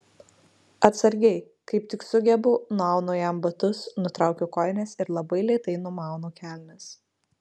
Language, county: Lithuanian, Marijampolė